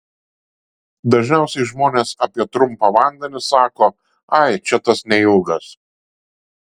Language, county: Lithuanian, Šiauliai